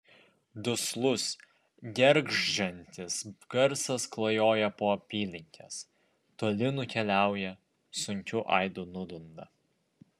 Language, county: Lithuanian, Vilnius